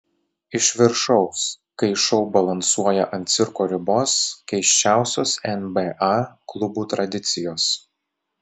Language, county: Lithuanian, Telšiai